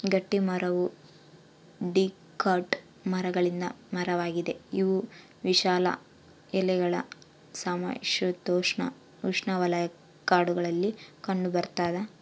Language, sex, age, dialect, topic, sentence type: Kannada, female, 18-24, Central, agriculture, statement